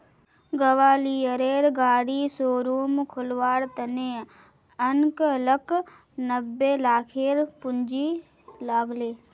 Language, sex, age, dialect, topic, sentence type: Magahi, female, 25-30, Northeastern/Surjapuri, banking, statement